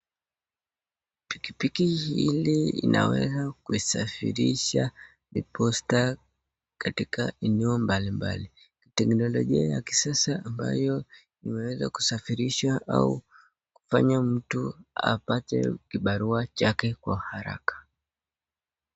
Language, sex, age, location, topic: Swahili, male, 25-35, Nakuru, government